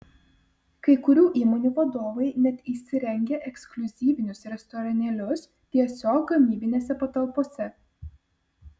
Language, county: Lithuanian, Vilnius